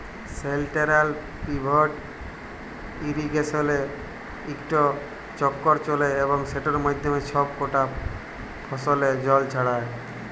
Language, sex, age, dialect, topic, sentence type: Bengali, male, 18-24, Jharkhandi, agriculture, statement